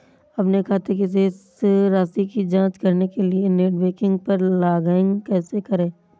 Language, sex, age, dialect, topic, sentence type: Hindi, female, 18-24, Marwari Dhudhari, banking, question